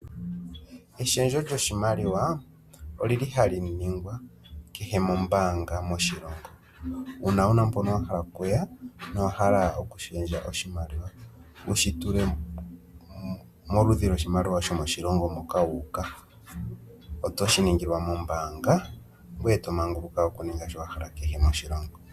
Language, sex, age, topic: Oshiwambo, male, 25-35, finance